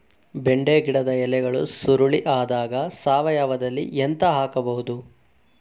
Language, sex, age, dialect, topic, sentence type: Kannada, male, 41-45, Coastal/Dakshin, agriculture, question